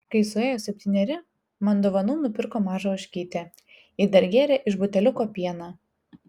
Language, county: Lithuanian, Telšiai